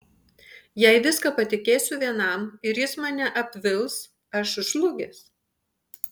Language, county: Lithuanian, Panevėžys